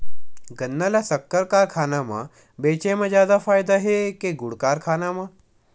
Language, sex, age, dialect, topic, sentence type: Chhattisgarhi, male, 18-24, Western/Budati/Khatahi, agriculture, question